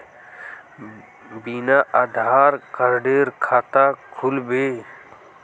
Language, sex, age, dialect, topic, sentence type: Magahi, male, 18-24, Northeastern/Surjapuri, banking, question